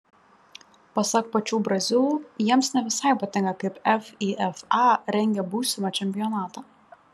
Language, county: Lithuanian, Panevėžys